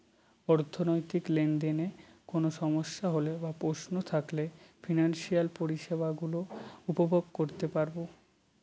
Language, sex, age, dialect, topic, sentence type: Bengali, male, 18-24, Northern/Varendri, banking, statement